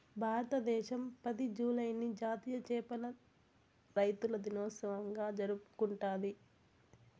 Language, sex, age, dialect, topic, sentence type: Telugu, female, 18-24, Southern, agriculture, statement